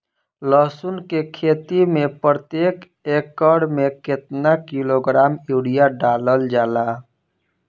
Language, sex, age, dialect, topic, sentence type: Bhojpuri, male, 25-30, Southern / Standard, agriculture, question